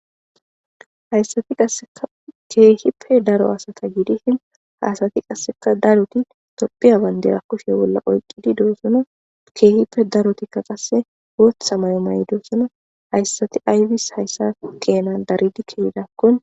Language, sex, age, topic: Gamo, female, 18-24, government